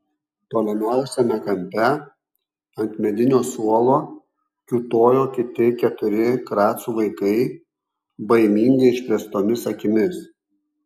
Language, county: Lithuanian, Kaunas